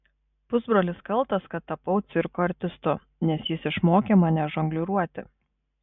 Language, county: Lithuanian, Kaunas